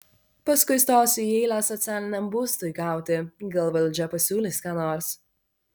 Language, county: Lithuanian, Vilnius